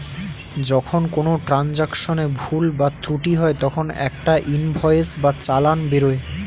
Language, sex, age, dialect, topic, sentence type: Bengali, male, 18-24, Standard Colloquial, banking, statement